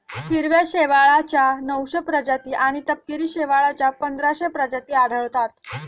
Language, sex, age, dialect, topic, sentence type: Marathi, female, 18-24, Standard Marathi, agriculture, statement